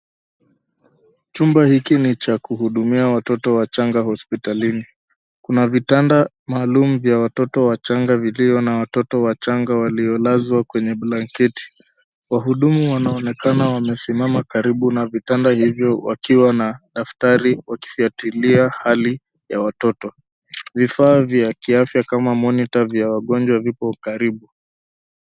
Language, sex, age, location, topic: Swahili, male, 25-35, Nairobi, health